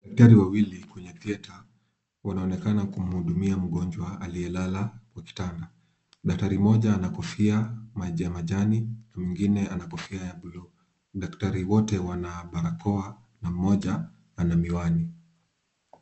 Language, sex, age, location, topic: Swahili, male, 25-35, Kisumu, health